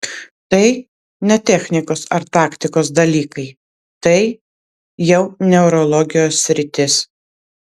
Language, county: Lithuanian, Vilnius